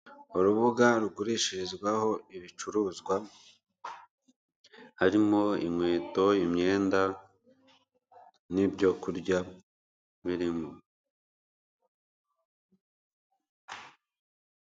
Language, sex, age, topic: Kinyarwanda, male, 25-35, finance